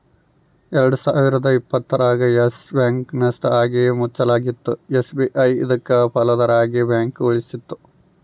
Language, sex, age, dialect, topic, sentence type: Kannada, male, 31-35, Central, banking, statement